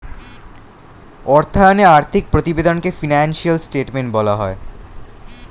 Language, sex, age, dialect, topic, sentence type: Bengali, male, 18-24, Standard Colloquial, banking, statement